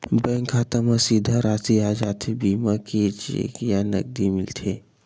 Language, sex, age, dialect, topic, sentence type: Chhattisgarhi, male, 46-50, Western/Budati/Khatahi, banking, question